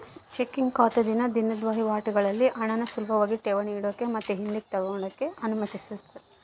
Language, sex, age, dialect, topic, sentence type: Kannada, female, 31-35, Central, banking, statement